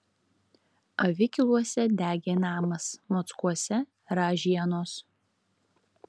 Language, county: Lithuanian, Klaipėda